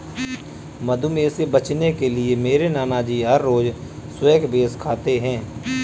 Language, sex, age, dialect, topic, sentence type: Hindi, male, 25-30, Kanauji Braj Bhasha, agriculture, statement